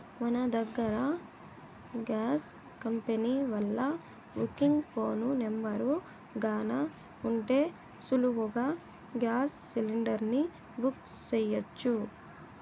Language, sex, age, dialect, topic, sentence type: Telugu, male, 18-24, Southern, banking, statement